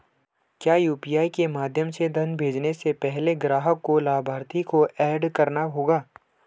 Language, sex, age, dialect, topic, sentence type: Hindi, male, 18-24, Hindustani Malvi Khadi Boli, banking, question